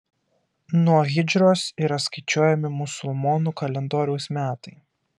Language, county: Lithuanian, Kaunas